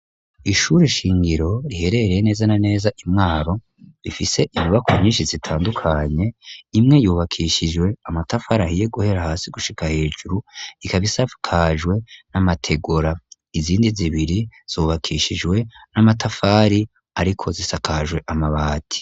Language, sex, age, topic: Rundi, male, 18-24, education